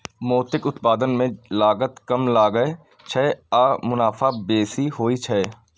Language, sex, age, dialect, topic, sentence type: Maithili, male, 18-24, Eastern / Thethi, agriculture, statement